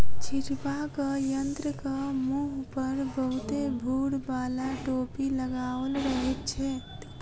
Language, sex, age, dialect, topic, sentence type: Maithili, female, 36-40, Southern/Standard, agriculture, statement